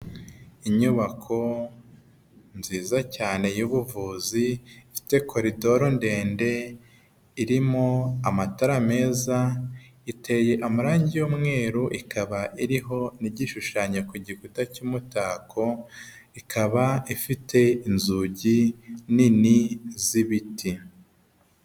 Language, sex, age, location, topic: Kinyarwanda, male, 18-24, Huye, health